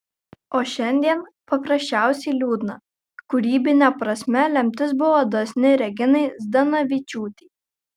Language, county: Lithuanian, Kaunas